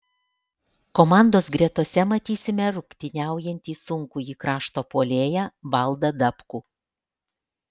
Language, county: Lithuanian, Alytus